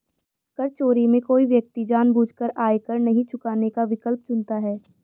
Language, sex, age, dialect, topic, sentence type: Hindi, female, 18-24, Hindustani Malvi Khadi Boli, banking, statement